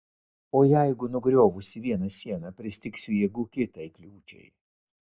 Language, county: Lithuanian, Vilnius